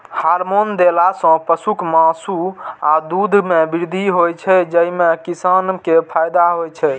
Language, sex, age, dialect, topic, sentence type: Maithili, male, 18-24, Eastern / Thethi, agriculture, statement